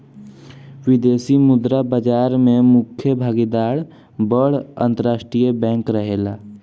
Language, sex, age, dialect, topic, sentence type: Bhojpuri, male, <18, Southern / Standard, banking, statement